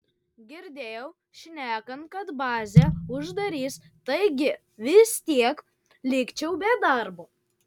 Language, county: Lithuanian, Kaunas